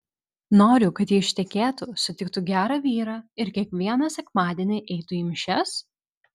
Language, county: Lithuanian, Vilnius